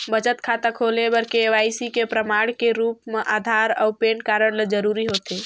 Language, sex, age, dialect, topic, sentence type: Chhattisgarhi, female, 18-24, Northern/Bhandar, banking, statement